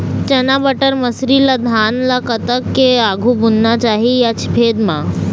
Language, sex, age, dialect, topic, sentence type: Chhattisgarhi, female, 18-24, Eastern, agriculture, question